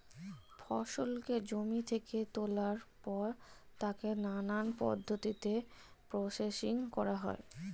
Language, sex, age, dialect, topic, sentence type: Bengali, female, 25-30, Standard Colloquial, agriculture, statement